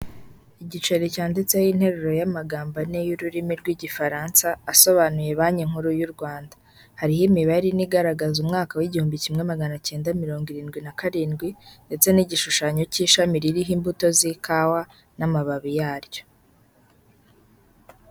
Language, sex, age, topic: Kinyarwanda, female, 18-24, finance